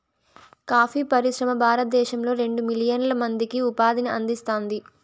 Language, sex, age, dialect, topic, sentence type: Telugu, female, 25-30, Southern, agriculture, statement